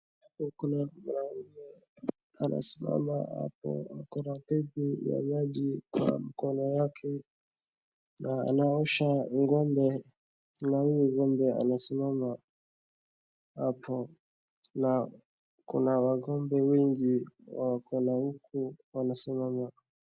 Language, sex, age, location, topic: Swahili, male, 18-24, Wajir, agriculture